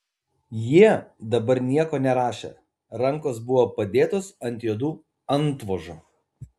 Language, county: Lithuanian, Kaunas